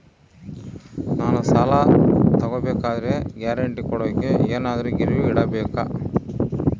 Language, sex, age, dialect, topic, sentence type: Kannada, male, 36-40, Central, banking, question